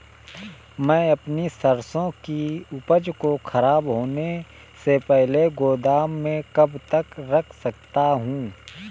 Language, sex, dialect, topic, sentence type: Hindi, male, Marwari Dhudhari, agriculture, question